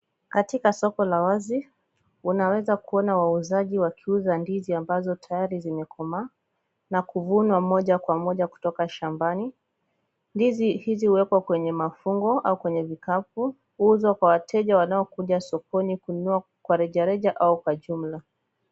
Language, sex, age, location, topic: Swahili, female, 25-35, Kisumu, agriculture